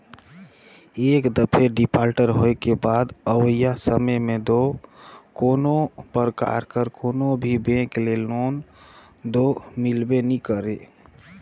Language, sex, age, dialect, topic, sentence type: Chhattisgarhi, male, 31-35, Northern/Bhandar, banking, statement